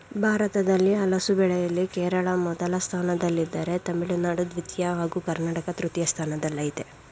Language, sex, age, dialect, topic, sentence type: Kannada, female, 51-55, Mysore Kannada, agriculture, statement